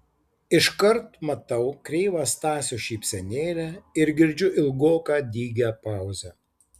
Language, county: Lithuanian, Tauragė